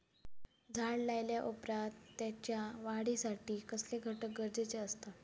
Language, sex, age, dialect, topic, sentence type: Marathi, female, 18-24, Southern Konkan, agriculture, question